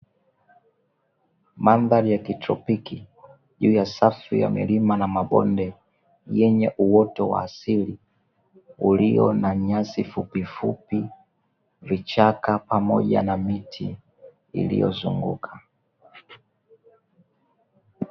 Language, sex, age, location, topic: Swahili, male, 25-35, Dar es Salaam, agriculture